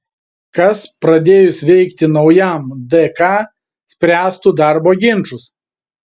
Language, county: Lithuanian, Vilnius